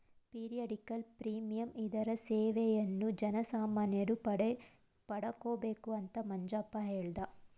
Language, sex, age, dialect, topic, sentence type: Kannada, female, 25-30, Mysore Kannada, banking, statement